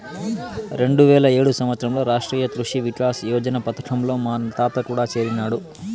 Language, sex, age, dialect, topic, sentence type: Telugu, male, 18-24, Southern, agriculture, statement